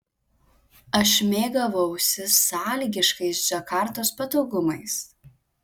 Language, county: Lithuanian, Alytus